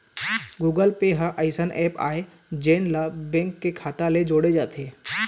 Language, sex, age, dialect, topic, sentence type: Chhattisgarhi, male, 18-24, Eastern, banking, statement